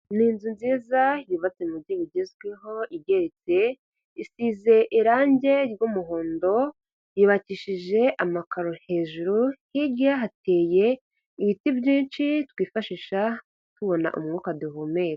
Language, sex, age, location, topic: Kinyarwanda, female, 50+, Kigali, health